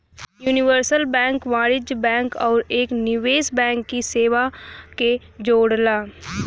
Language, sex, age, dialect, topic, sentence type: Bhojpuri, female, 18-24, Western, banking, statement